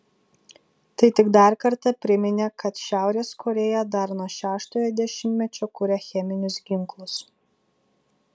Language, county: Lithuanian, Vilnius